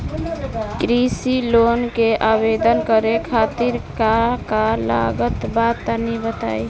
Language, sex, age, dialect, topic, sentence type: Bhojpuri, female, 18-24, Southern / Standard, banking, question